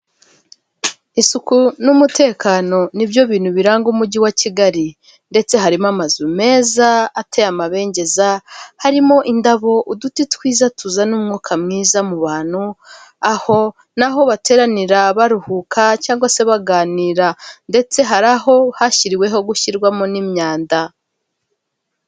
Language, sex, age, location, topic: Kinyarwanda, female, 25-35, Kigali, government